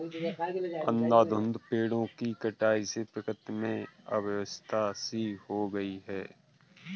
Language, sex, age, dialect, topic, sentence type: Hindi, male, 41-45, Kanauji Braj Bhasha, agriculture, statement